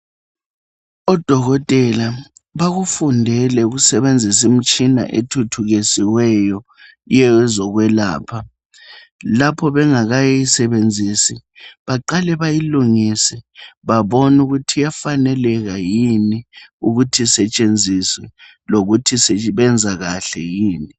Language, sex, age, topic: North Ndebele, female, 25-35, health